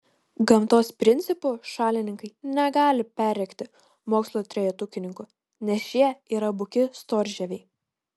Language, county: Lithuanian, Kaunas